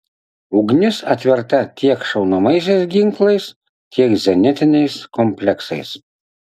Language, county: Lithuanian, Utena